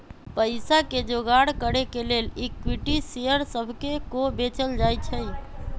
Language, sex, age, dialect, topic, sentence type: Magahi, female, 25-30, Western, banking, statement